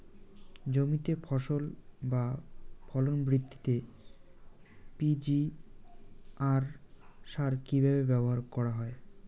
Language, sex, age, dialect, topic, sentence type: Bengali, male, 18-24, Rajbangshi, agriculture, question